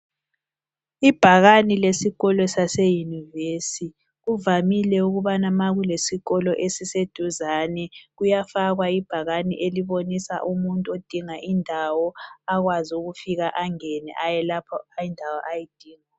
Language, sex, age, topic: North Ndebele, female, 25-35, education